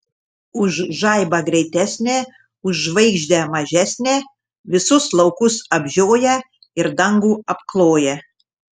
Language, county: Lithuanian, Šiauliai